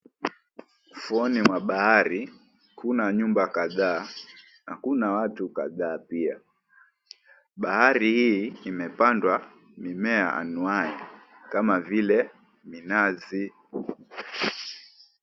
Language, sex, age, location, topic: Swahili, male, 18-24, Mombasa, government